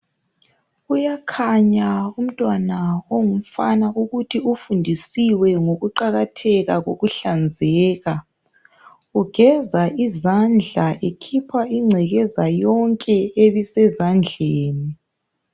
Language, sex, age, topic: North Ndebele, male, 18-24, health